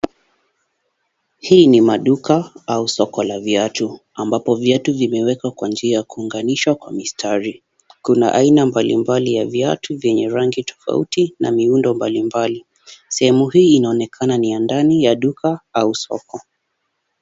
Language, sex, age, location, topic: Swahili, male, 18-24, Kisumu, finance